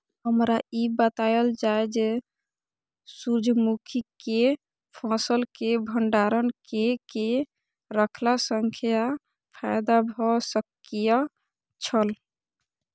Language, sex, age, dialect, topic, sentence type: Maithili, female, 25-30, Eastern / Thethi, agriculture, question